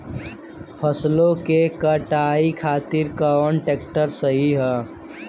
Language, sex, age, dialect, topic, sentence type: Bhojpuri, female, 18-24, Western, agriculture, question